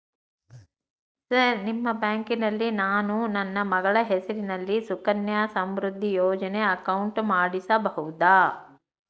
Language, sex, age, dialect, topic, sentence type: Kannada, female, 60-100, Central, banking, question